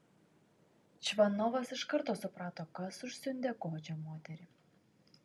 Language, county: Lithuanian, Vilnius